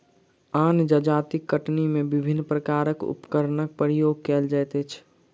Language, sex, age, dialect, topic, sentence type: Maithili, male, 46-50, Southern/Standard, agriculture, statement